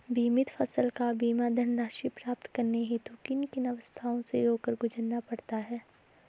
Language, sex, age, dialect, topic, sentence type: Hindi, female, 18-24, Garhwali, agriculture, question